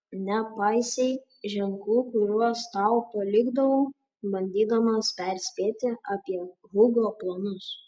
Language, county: Lithuanian, Panevėžys